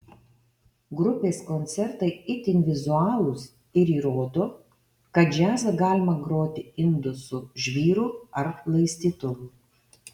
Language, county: Lithuanian, Alytus